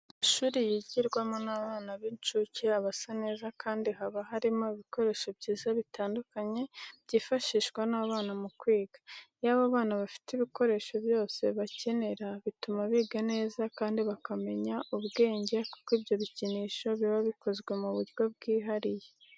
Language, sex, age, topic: Kinyarwanda, female, 36-49, education